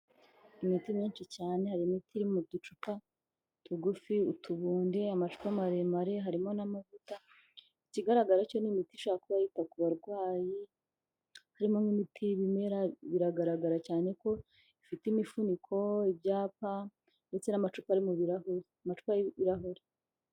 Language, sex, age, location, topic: Kinyarwanda, female, 18-24, Kigali, health